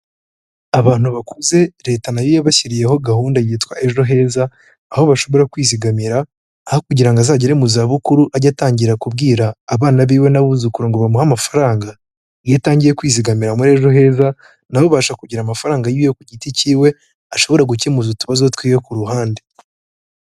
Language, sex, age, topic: Kinyarwanda, male, 18-24, health